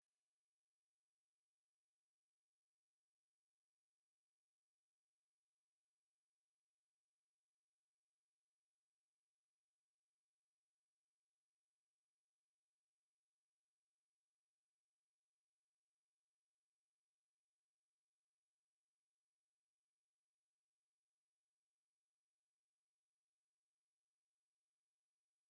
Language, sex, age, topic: Kinyarwanda, male, 18-24, education